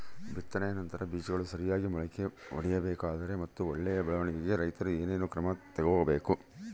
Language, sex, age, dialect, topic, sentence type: Kannada, male, 51-55, Central, agriculture, question